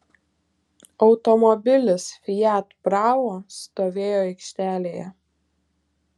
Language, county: Lithuanian, Telšiai